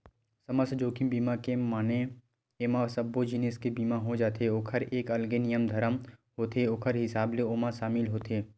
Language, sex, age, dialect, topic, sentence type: Chhattisgarhi, male, 18-24, Western/Budati/Khatahi, banking, statement